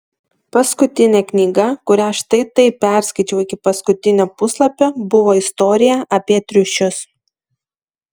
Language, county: Lithuanian, Šiauliai